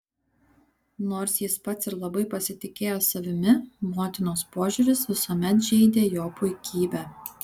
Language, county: Lithuanian, Kaunas